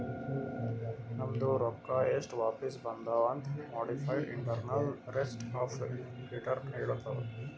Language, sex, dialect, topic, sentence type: Kannada, male, Northeastern, banking, statement